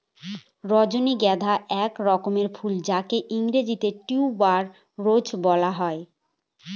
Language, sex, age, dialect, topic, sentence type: Bengali, female, 18-24, Northern/Varendri, agriculture, statement